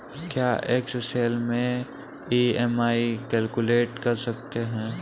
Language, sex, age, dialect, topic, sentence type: Hindi, male, 18-24, Kanauji Braj Bhasha, banking, statement